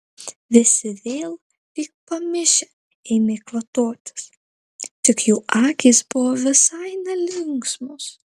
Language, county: Lithuanian, Marijampolė